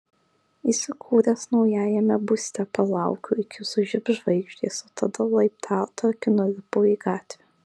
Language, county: Lithuanian, Kaunas